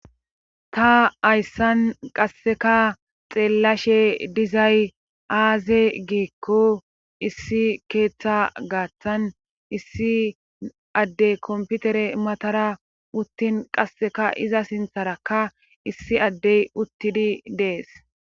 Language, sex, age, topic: Gamo, female, 25-35, government